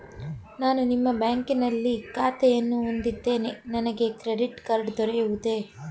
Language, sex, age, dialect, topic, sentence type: Kannada, female, 25-30, Mysore Kannada, banking, question